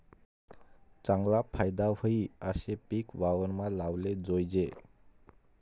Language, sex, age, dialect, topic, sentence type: Marathi, male, 25-30, Northern Konkan, agriculture, statement